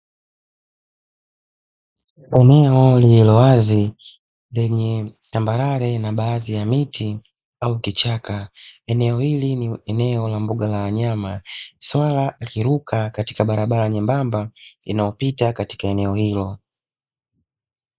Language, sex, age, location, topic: Swahili, male, 25-35, Dar es Salaam, agriculture